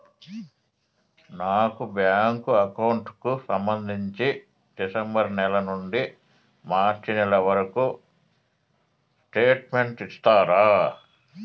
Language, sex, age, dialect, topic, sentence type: Telugu, male, 56-60, Southern, banking, question